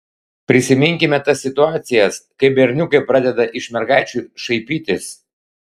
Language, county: Lithuanian, Klaipėda